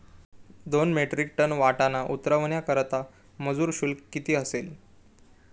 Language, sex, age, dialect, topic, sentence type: Marathi, male, 18-24, Standard Marathi, agriculture, question